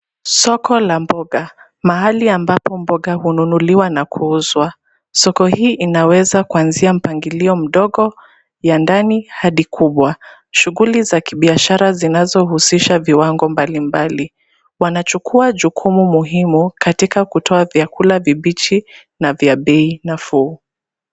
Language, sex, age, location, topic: Swahili, female, 25-35, Nairobi, finance